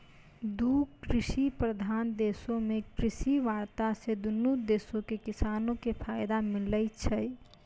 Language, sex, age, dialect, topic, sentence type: Maithili, female, 25-30, Angika, agriculture, statement